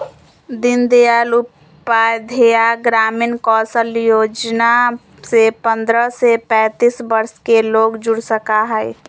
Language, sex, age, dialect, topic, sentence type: Magahi, female, 25-30, Western, banking, statement